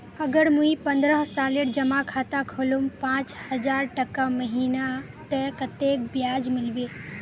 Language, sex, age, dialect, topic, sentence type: Magahi, female, 18-24, Northeastern/Surjapuri, banking, question